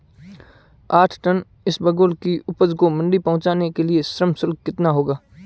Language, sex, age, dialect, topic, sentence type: Hindi, male, 18-24, Marwari Dhudhari, agriculture, question